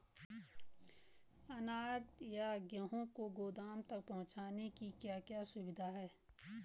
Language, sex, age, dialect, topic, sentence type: Hindi, female, 18-24, Garhwali, agriculture, question